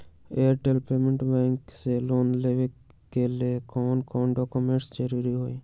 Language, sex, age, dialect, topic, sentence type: Magahi, male, 18-24, Western, banking, question